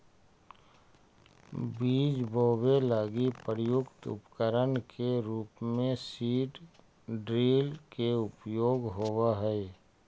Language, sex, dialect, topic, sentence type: Magahi, male, Central/Standard, banking, statement